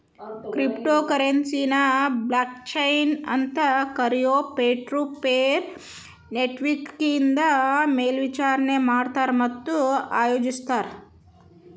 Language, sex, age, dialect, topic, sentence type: Kannada, female, 36-40, Dharwad Kannada, banking, statement